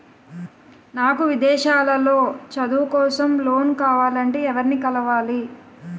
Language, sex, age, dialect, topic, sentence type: Telugu, female, 25-30, Utterandhra, banking, question